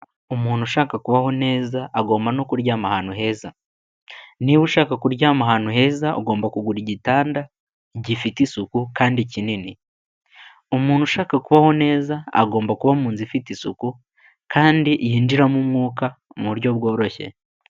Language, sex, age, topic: Kinyarwanda, male, 18-24, finance